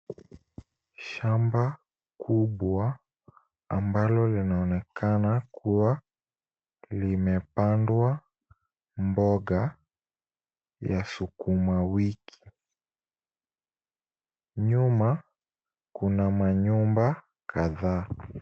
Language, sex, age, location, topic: Swahili, male, 18-24, Nairobi, agriculture